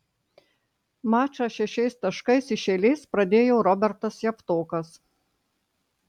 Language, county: Lithuanian, Marijampolė